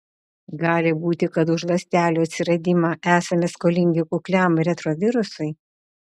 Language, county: Lithuanian, Utena